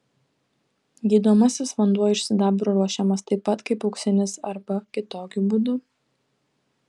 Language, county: Lithuanian, Klaipėda